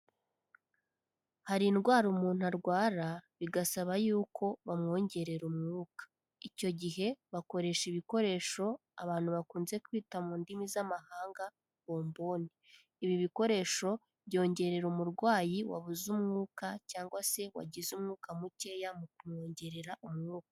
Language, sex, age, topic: Kinyarwanda, female, 18-24, health